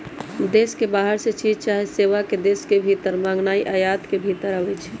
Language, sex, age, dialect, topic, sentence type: Magahi, male, 18-24, Western, banking, statement